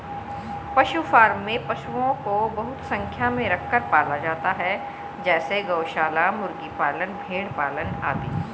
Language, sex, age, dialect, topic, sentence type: Hindi, female, 41-45, Hindustani Malvi Khadi Boli, agriculture, statement